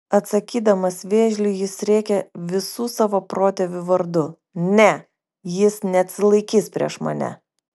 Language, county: Lithuanian, Kaunas